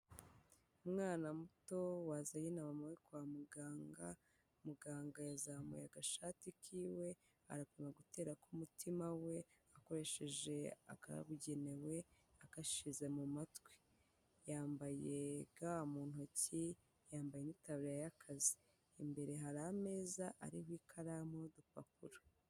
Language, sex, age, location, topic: Kinyarwanda, female, 18-24, Kigali, health